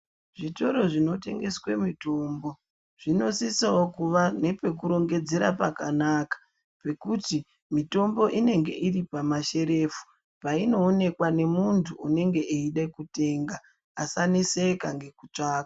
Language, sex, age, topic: Ndau, male, 36-49, health